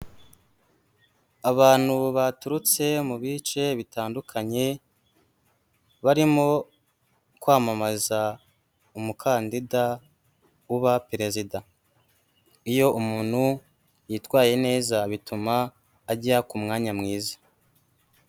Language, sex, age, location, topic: Kinyarwanda, female, 36-49, Huye, health